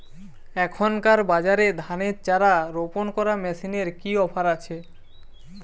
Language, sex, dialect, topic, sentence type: Bengali, male, Western, agriculture, question